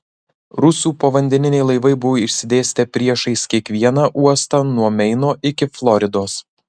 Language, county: Lithuanian, Marijampolė